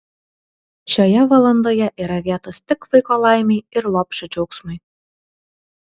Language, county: Lithuanian, Vilnius